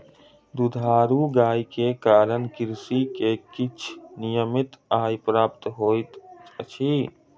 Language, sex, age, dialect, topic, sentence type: Maithili, male, 25-30, Southern/Standard, agriculture, statement